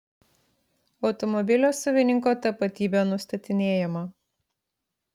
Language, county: Lithuanian, Klaipėda